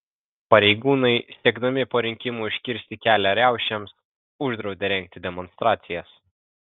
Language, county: Lithuanian, Kaunas